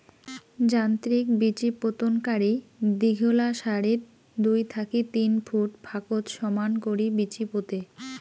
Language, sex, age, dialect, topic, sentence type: Bengali, female, 18-24, Rajbangshi, agriculture, statement